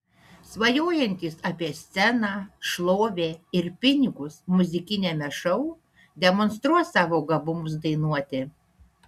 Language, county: Lithuanian, Panevėžys